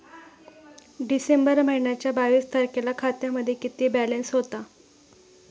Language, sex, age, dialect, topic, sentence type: Marathi, female, 41-45, Standard Marathi, banking, question